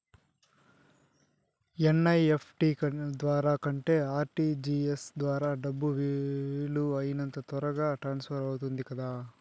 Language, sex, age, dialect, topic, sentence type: Telugu, male, 36-40, Southern, banking, question